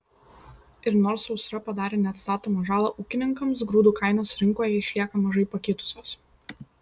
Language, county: Lithuanian, Šiauliai